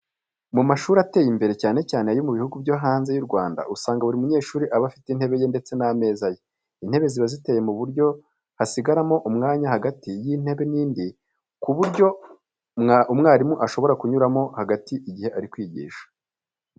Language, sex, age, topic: Kinyarwanda, male, 25-35, education